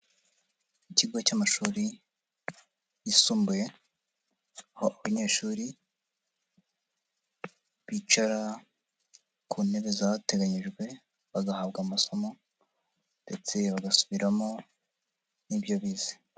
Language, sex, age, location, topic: Kinyarwanda, female, 50+, Nyagatare, education